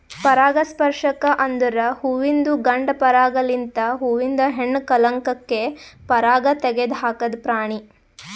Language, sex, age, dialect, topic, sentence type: Kannada, female, 18-24, Northeastern, agriculture, statement